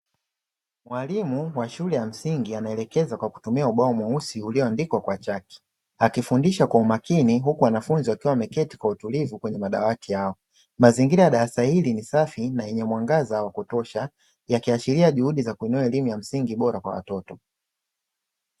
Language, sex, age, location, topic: Swahili, male, 25-35, Dar es Salaam, education